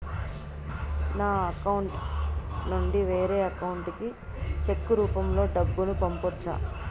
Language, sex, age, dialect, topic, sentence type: Telugu, female, 31-35, Southern, banking, question